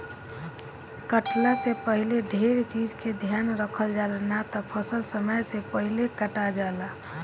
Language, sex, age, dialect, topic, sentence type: Bhojpuri, female, 25-30, Northern, agriculture, statement